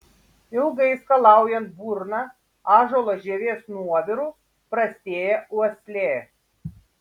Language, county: Lithuanian, Šiauliai